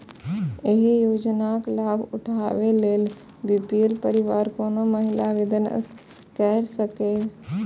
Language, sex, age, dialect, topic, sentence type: Maithili, female, 25-30, Eastern / Thethi, agriculture, statement